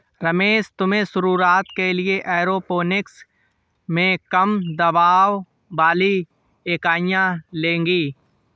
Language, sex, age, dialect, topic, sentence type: Hindi, male, 25-30, Awadhi Bundeli, agriculture, statement